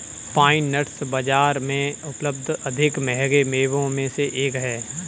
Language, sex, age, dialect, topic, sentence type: Hindi, male, 25-30, Kanauji Braj Bhasha, agriculture, statement